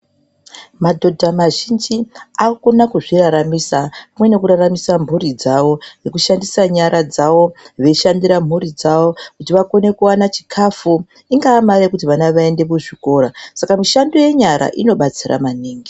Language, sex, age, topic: Ndau, female, 36-49, education